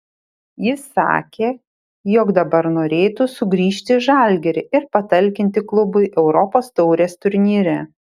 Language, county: Lithuanian, Šiauliai